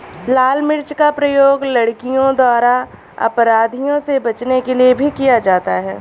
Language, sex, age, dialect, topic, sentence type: Hindi, male, 36-40, Hindustani Malvi Khadi Boli, agriculture, statement